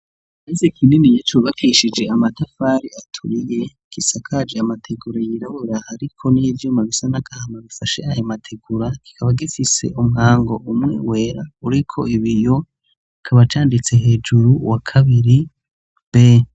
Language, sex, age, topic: Rundi, male, 25-35, education